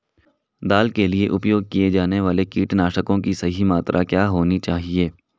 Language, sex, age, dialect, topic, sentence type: Hindi, male, 18-24, Marwari Dhudhari, agriculture, question